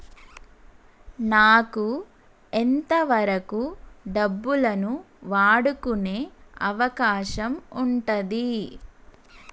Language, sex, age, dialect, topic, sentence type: Telugu, female, 31-35, Telangana, banking, question